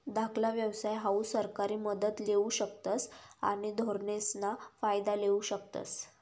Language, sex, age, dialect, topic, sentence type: Marathi, female, 18-24, Northern Konkan, banking, statement